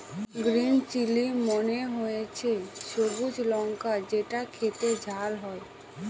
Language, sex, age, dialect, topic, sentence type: Bengali, female, 18-24, Northern/Varendri, agriculture, statement